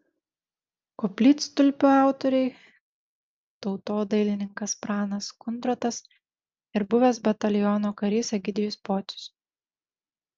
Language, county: Lithuanian, Šiauliai